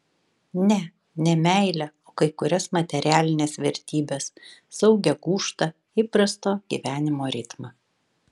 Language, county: Lithuanian, Vilnius